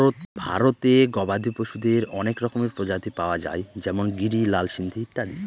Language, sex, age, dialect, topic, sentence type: Bengali, male, 18-24, Northern/Varendri, agriculture, statement